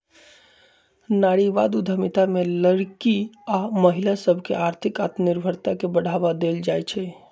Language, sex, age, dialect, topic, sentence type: Magahi, male, 25-30, Western, banking, statement